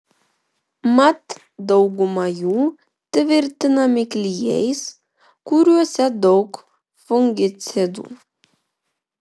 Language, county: Lithuanian, Vilnius